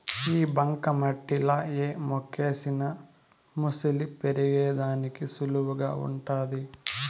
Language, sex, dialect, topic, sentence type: Telugu, male, Southern, agriculture, statement